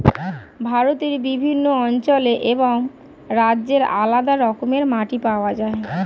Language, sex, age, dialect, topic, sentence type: Bengali, female, 31-35, Standard Colloquial, agriculture, statement